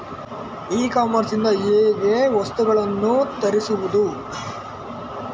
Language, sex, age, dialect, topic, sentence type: Kannada, male, 18-24, Coastal/Dakshin, agriculture, question